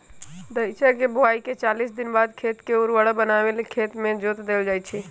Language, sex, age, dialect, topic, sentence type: Magahi, male, 18-24, Western, agriculture, statement